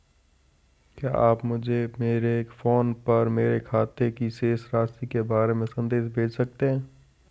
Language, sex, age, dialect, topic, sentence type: Hindi, male, 46-50, Marwari Dhudhari, banking, question